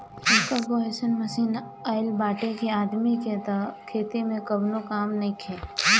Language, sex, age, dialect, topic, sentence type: Bhojpuri, female, 18-24, Northern, agriculture, statement